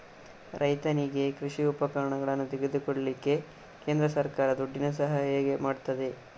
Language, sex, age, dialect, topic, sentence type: Kannada, male, 18-24, Coastal/Dakshin, agriculture, question